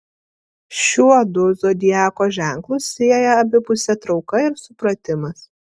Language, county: Lithuanian, Vilnius